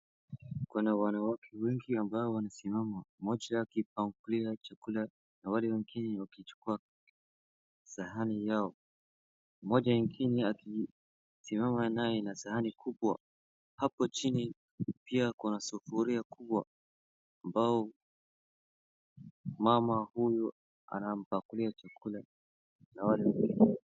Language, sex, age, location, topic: Swahili, male, 18-24, Wajir, agriculture